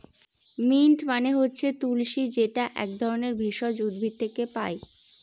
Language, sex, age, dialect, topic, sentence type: Bengali, female, 18-24, Northern/Varendri, agriculture, statement